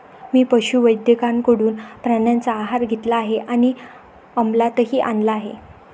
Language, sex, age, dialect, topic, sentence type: Marathi, female, 25-30, Varhadi, agriculture, statement